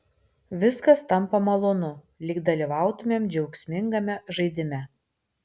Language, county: Lithuanian, Vilnius